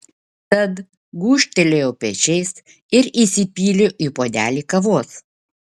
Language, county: Lithuanian, Vilnius